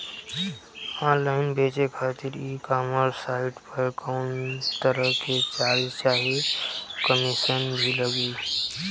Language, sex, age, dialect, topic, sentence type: Bhojpuri, male, 18-24, Southern / Standard, agriculture, question